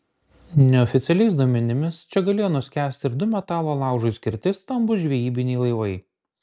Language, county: Lithuanian, Kaunas